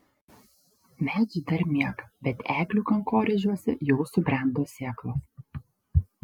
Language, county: Lithuanian, Šiauliai